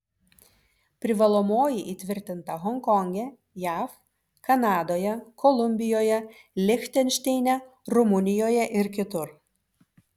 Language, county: Lithuanian, Vilnius